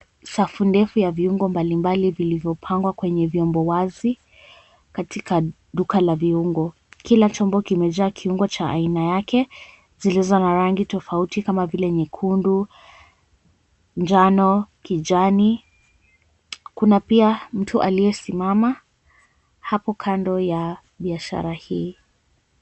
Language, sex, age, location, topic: Swahili, female, 18-24, Mombasa, agriculture